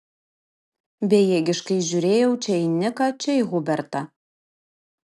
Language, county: Lithuanian, Kaunas